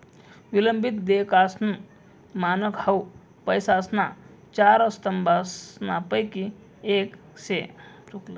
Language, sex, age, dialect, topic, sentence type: Marathi, male, 18-24, Northern Konkan, banking, statement